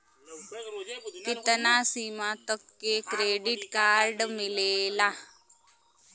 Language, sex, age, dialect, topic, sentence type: Bhojpuri, female, 25-30, Western, banking, question